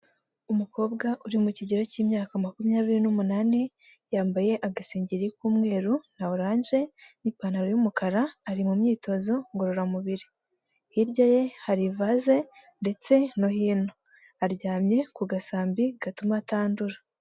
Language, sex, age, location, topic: Kinyarwanda, female, 25-35, Huye, health